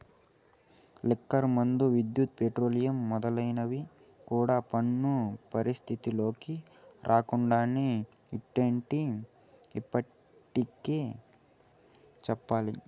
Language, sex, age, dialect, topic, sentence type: Telugu, male, 18-24, Southern, banking, statement